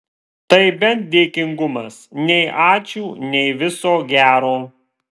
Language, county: Lithuanian, Vilnius